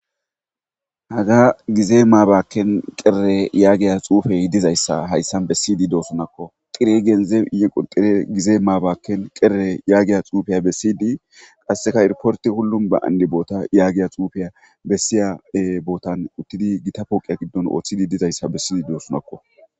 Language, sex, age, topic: Gamo, male, 25-35, government